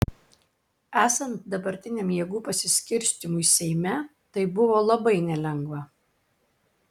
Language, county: Lithuanian, Klaipėda